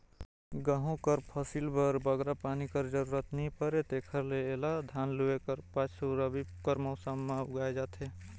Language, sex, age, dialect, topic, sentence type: Chhattisgarhi, male, 18-24, Northern/Bhandar, agriculture, statement